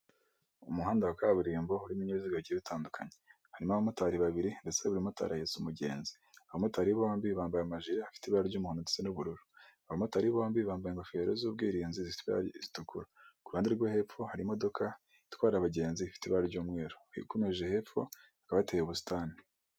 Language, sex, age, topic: Kinyarwanda, female, 18-24, government